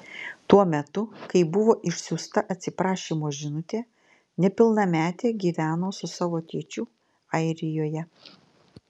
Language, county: Lithuanian, Klaipėda